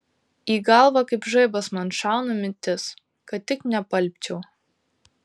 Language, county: Lithuanian, Kaunas